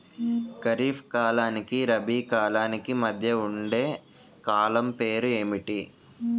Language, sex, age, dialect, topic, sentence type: Telugu, male, 18-24, Utterandhra, agriculture, question